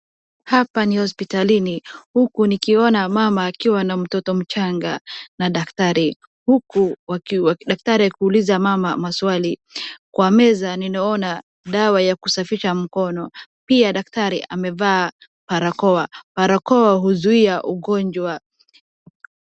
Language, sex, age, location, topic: Swahili, female, 18-24, Wajir, health